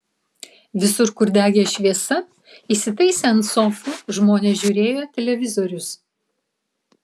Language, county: Lithuanian, Vilnius